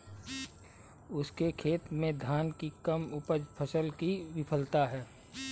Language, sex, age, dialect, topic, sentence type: Hindi, male, 25-30, Kanauji Braj Bhasha, agriculture, statement